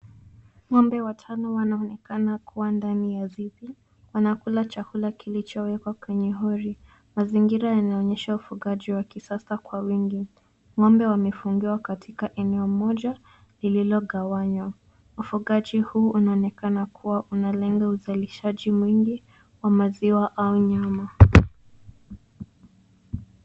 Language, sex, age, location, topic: Swahili, female, 18-24, Nairobi, agriculture